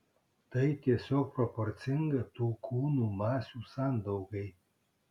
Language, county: Lithuanian, Kaunas